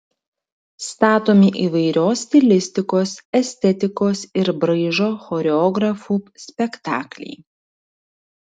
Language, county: Lithuanian, Klaipėda